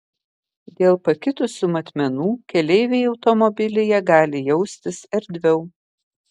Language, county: Lithuanian, Kaunas